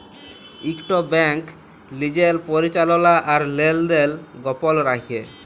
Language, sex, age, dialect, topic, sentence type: Bengali, male, 18-24, Jharkhandi, banking, statement